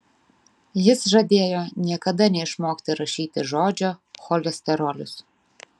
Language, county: Lithuanian, Vilnius